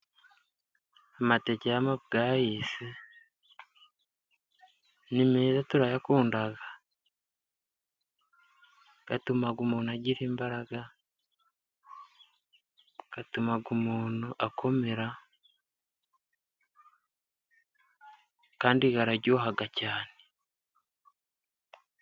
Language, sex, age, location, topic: Kinyarwanda, male, 25-35, Musanze, agriculture